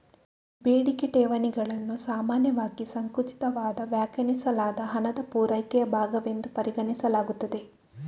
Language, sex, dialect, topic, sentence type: Kannada, female, Coastal/Dakshin, banking, statement